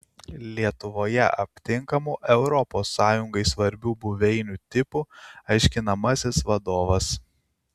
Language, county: Lithuanian, Kaunas